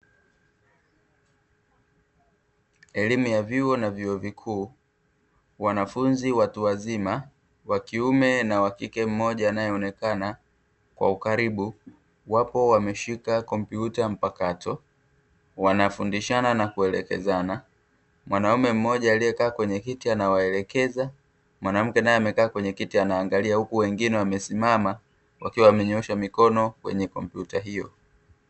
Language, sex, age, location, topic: Swahili, male, 36-49, Dar es Salaam, education